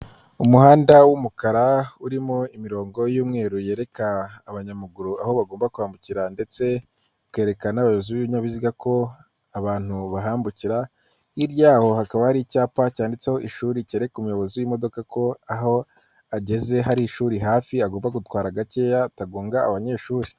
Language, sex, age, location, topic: Kinyarwanda, female, 36-49, Kigali, government